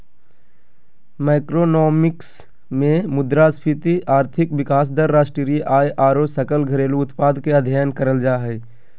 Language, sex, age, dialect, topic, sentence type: Magahi, male, 18-24, Southern, banking, statement